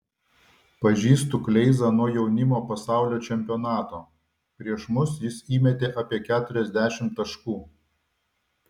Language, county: Lithuanian, Vilnius